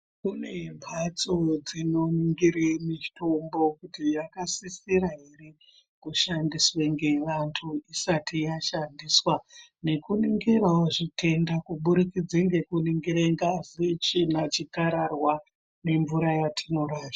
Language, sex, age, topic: Ndau, female, 36-49, health